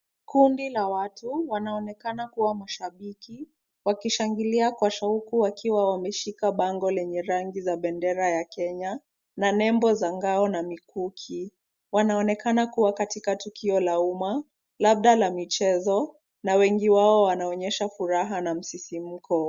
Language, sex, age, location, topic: Swahili, female, 25-35, Kisumu, government